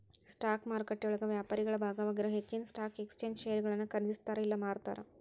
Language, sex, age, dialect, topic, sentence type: Kannada, female, 25-30, Dharwad Kannada, banking, statement